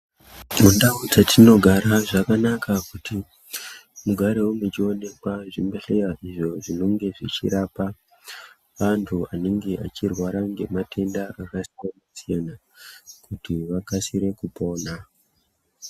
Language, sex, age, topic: Ndau, female, 50+, health